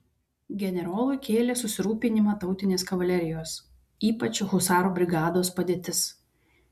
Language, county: Lithuanian, Vilnius